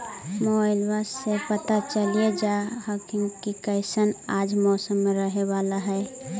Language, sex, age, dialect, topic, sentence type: Magahi, female, 18-24, Central/Standard, agriculture, question